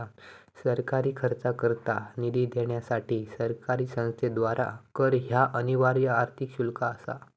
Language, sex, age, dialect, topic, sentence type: Marathi, male, 18-24, Southern Konkan, banking, statement